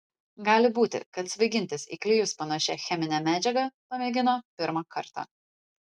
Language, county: Lithuanian, Vilnius